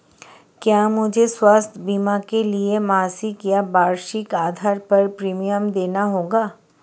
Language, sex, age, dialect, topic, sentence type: Hindi, female, 31-35, Marwari Dhudhari, banking, question